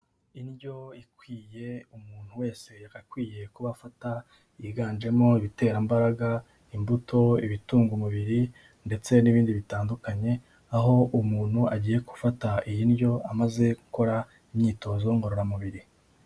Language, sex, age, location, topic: Kinyarwanda, male, 18-24, Kigali, health